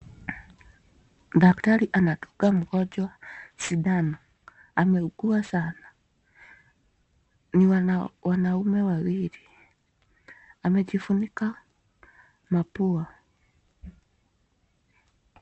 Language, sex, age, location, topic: Swahili, female, 25-35, Nakuru, health